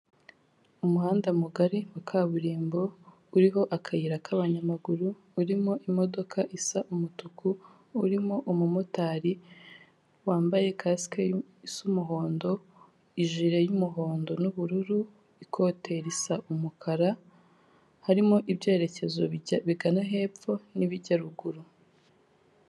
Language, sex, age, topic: Kinyarwanda, female, 18-24, government